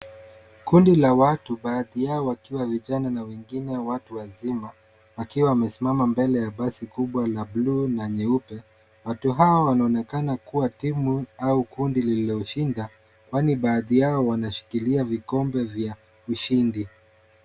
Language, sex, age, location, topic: Swahili, male, 25-35, Nairobi, education